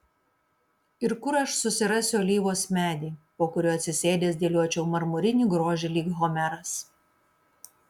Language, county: Lithuanian, Kaunas